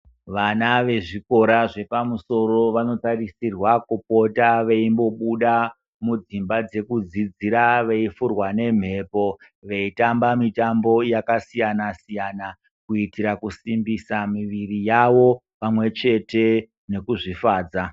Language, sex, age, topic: Ndau, male, 50+, education